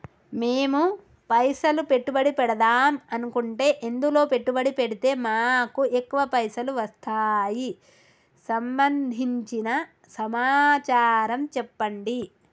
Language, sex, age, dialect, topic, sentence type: Telugu, female, 18-24, Telangana, banking, question